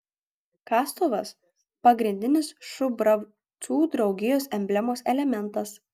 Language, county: Lithuanian, Kaunas